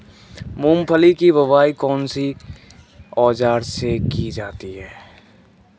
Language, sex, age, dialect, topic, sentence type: Hindi, male, 18-24, Marwari Dhudhari, agriculture, question